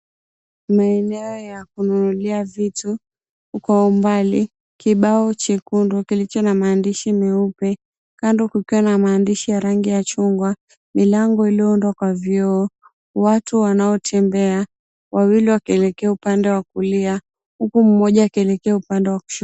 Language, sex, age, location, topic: Swahili, female, 18-24, Mombasa, government